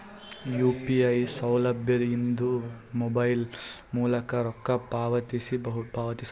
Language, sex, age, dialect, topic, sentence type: Kannada, male, 18-24, Northeastern, banking, question